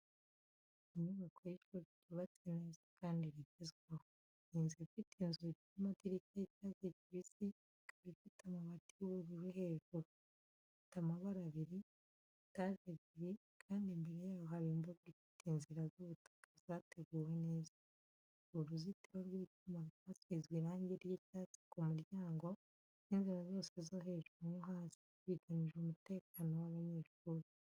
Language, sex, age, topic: Kinyarwanda, female, 25-35, education